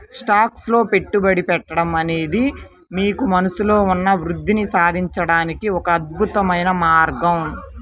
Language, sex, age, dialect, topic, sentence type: Telugu, female, 25-30, Central/Coastal, banking, statement